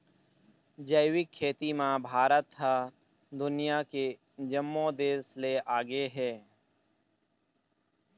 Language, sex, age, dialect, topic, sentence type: Chhattisgarhi, male, 31-35, Eastern, agriculture, statement